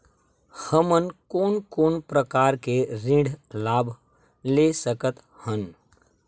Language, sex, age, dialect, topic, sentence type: Chhattisgarhi, male, 36-40, Western/Budati/Khatahi, banking, question